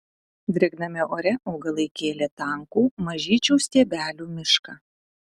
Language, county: Lithuanian, Utena